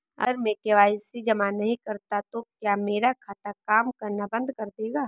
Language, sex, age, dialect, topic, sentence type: Hindi, female, 18-24, Marwari Dhudhari, banking, question